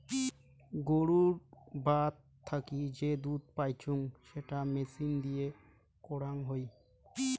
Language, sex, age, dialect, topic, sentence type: Bengali, male, 18-24, Rajbangshi, agriculture, statement